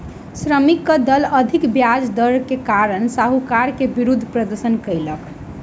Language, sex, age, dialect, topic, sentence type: Maithili, female, 18-24, Southern/Standard, banking, statement